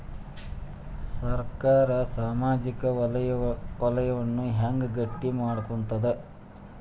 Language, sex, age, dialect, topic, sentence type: Kannada, male, 36-40, Dharwad Kannada, banking, question